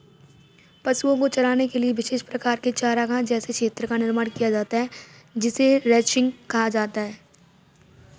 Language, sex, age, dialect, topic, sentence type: Hindi, female, 46-50, Kanauji Braj Bhasha, agriculture, statement